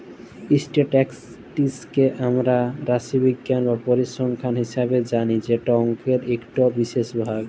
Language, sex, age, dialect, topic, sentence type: Bengali, male, 18-24, Jharkhandi, banking, statement